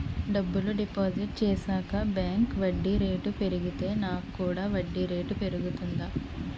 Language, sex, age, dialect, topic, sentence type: Telugu, female, 18-24, Utterandhra, banking, question